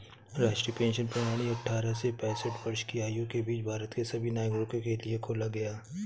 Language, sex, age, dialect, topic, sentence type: Hindi, male, 31-35, Awadhi Bundeli, banking, statement